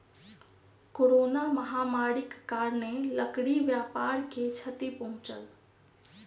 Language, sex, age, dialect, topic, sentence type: Maithili, female, 25-30, Southern/Standard, agriculture, statement